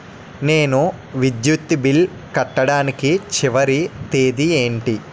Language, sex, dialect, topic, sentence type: Telugu, male, Utterandhra, banking, question